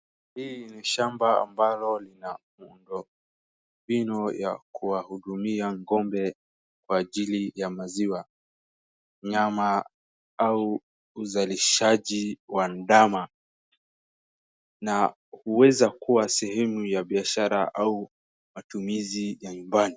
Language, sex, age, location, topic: Swahili, male, 18-24, Wajir, agriculture